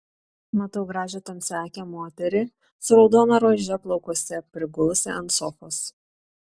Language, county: Lithuanian, Šiauliai